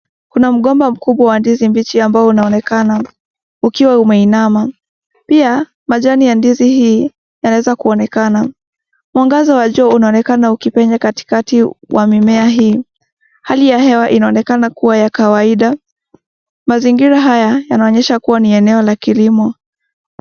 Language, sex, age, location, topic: Swahili, female, 18-24, Nakuru, agriculture